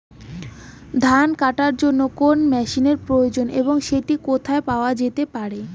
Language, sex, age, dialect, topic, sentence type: Bengali, female, 18-24, Rajbangshi, agriculture, question